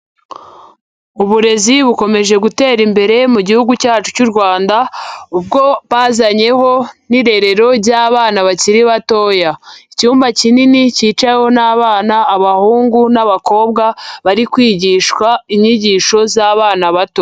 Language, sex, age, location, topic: Kinyarwanda, female, 18-24, Huye, education